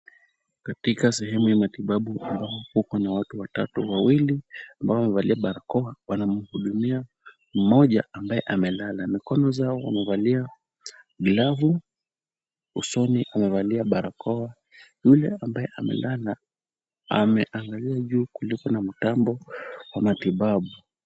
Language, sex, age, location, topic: Swahili, male, 18-24, Kisumu, health